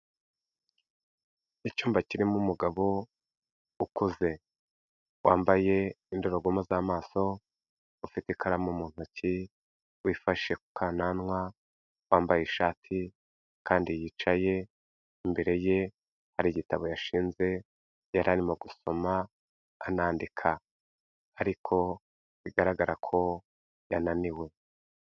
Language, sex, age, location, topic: Kinyarwanda, male, 36-49, Kigali, health